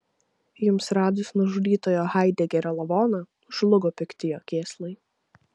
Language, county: Lithuanian, Vilnius